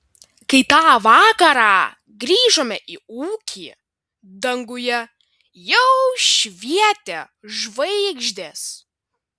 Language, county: Lithuanian, Vilnius